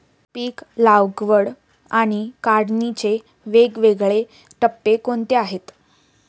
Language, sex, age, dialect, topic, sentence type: Marathi, female, 18-24, Standard Marathi, agriculture, question